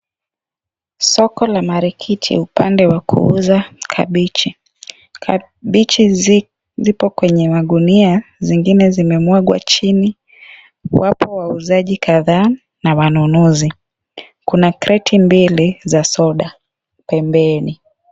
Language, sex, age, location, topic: Swahili, female, 25-35, Kisii, finance